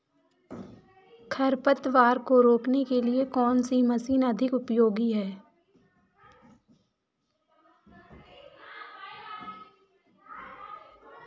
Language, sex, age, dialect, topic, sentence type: Hindi, female, 18-24, Awadhi Bundeli, agriculture, question